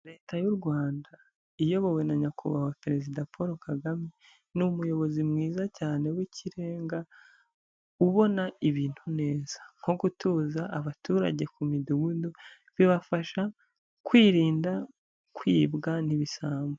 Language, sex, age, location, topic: Kinyarwanda, female, 25-35, Huye, government